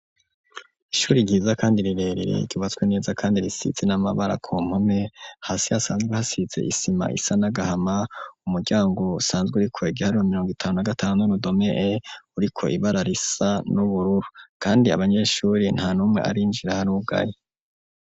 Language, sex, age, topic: Rundi, female, 18-24, education